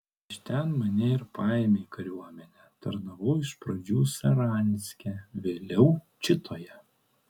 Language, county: Lithuanian, Kaunas